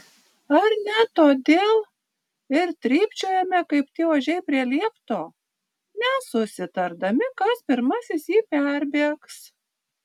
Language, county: Lithuanian, Panevėžys